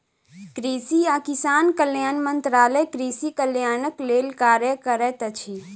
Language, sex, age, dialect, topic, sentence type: Maithili, female, 18-24, Southern/Standard, agriculture, statement